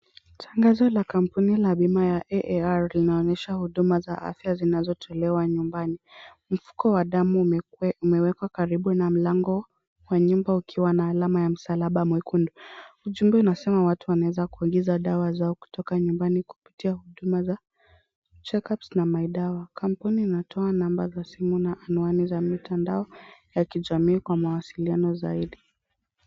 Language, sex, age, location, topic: Swahili, female, 18-24, Kisumu, finance